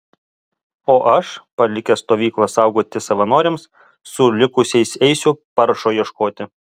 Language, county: Lithuanian, Alytus